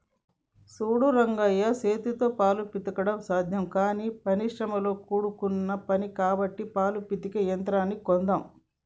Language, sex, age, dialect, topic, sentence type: Telugu, female, 46-50, Telangana, agriculture, statement